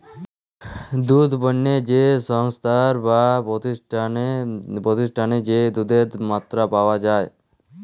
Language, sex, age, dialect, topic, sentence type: Bengali, male, 18-24, Jharkhandi, agriculture, statement